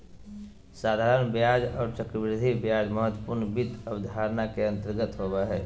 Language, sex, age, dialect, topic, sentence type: Magahi, male, 18-24, Southern, banking, statement